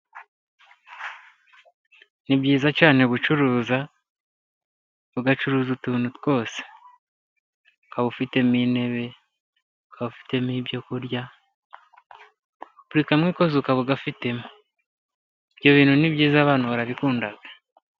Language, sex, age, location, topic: Kinyarwanda, male, 25-35, Musanze, finance